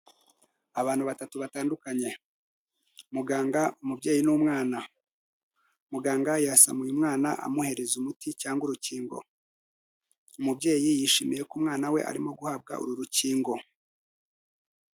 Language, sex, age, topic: Kinyarwanda, male, 25-35, health